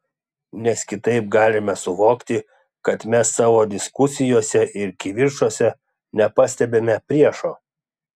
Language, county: Lithuanian, Klaipėda